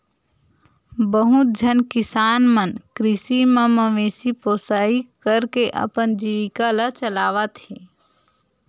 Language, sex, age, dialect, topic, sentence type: Chhattisgarhi, female, 46-50, Western/Budati/Khatahi, agriculture, statement